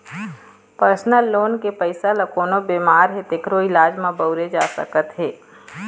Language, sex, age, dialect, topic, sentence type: Chhattisgarhi, female, 25-30, Eastern, banking, statement